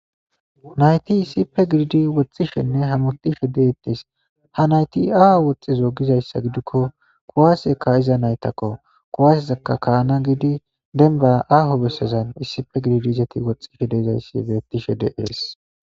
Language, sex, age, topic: Gamo, male, 18-24, government